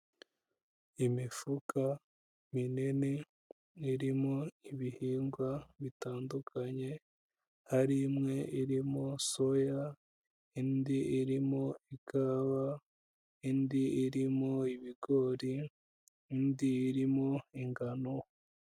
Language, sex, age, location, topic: Kinyarwanda, female, 25-35, Kigali, agriculture